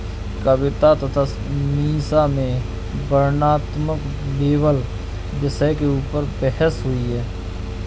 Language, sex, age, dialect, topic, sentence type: Hindi, male, 31-35, Kanauji Braj Bhasha, banking, statement